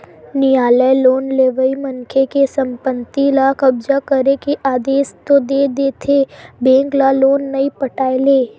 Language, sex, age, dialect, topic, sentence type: Chhattisgarhi, female, 25-30, Western/Budati/Khatahi, banking, statement